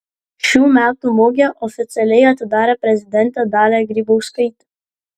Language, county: Lithuanian, Klaipėda